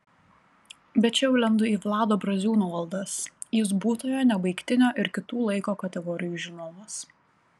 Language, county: Lithuanian, Panevėžys